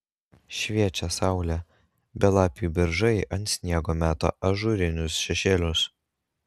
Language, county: Lithuanian, Kaunas